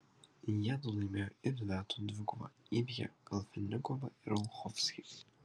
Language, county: Lithuanian, Kaunas